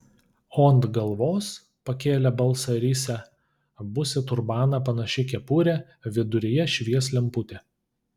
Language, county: Lithuanian, Kaunas